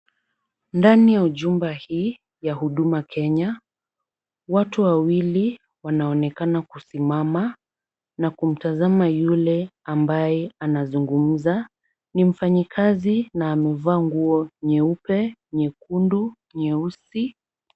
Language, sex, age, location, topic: Swahili, female, 25-35, Kisumu, government